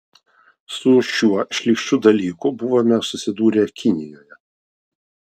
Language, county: Lithuanian, Vilnius